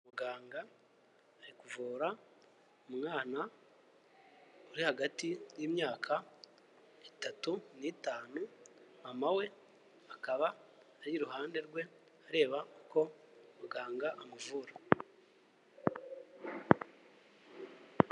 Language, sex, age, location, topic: Kinyarwanda, male, 25-35, Huye, health